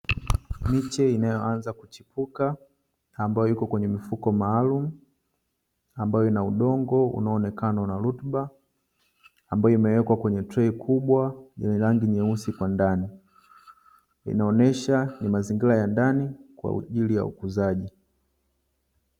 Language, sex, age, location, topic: Swahili, male, 25-35, Dar es Salaam, agriculture